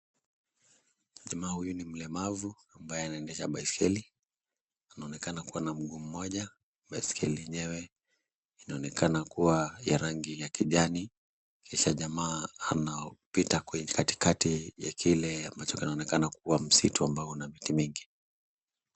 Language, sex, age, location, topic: Swahili, male, 25-35, Kisumu, education